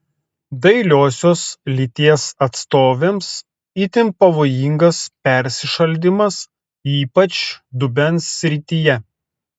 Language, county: Lithuanian, Telšiai